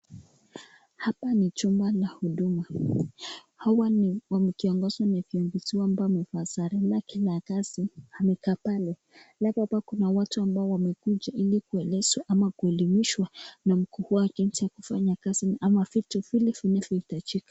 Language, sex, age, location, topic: Swahili, female, 25-35, Nakuru, government